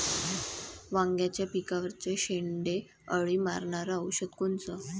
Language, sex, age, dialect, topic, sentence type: Marathi, female, 25-30, Varhadi, agriculture, question